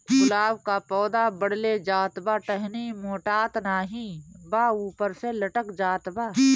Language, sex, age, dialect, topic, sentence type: Bhojpuri, female, 31-35, Northern, agriculture, question